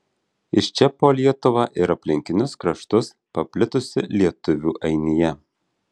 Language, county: Lithuanian, Alytus